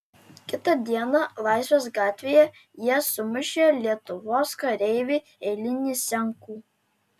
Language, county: Lithuanian, Telšiai